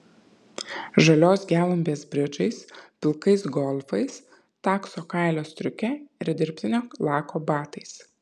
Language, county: Lithuanian, Kaunas